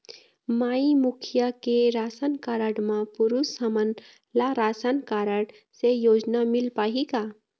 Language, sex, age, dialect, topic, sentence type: Chhattisgarhi, female, 25-30, Eastern, banking, question